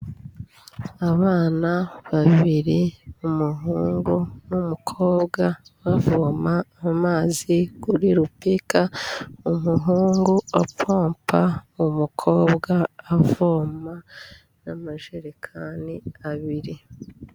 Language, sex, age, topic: Kinyarwanda, female, 36-49, health